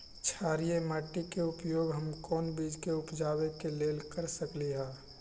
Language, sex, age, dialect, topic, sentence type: Magahi, male, 25-30, Western, agriculture, question